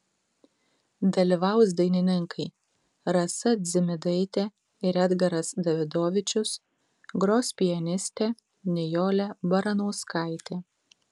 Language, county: Lithuanian, Tauragė